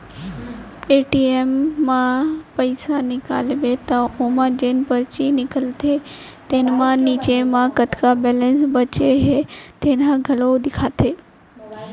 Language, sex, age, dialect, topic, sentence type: Chhattisgarhi, female, 18-24, Central, banking, statement